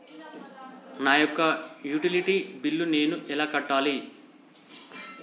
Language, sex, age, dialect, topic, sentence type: Telugu, male, 41-45, Telangana, banking, question